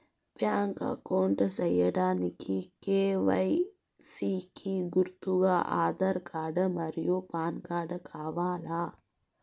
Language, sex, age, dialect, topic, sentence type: Telugu, male, 18-24, Southern, banking, statement